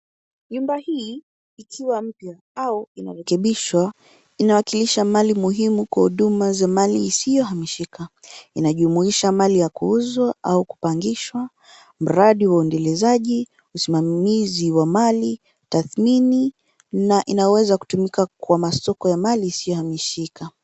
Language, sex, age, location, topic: Swahili, female, 18-24, Nairobi, finance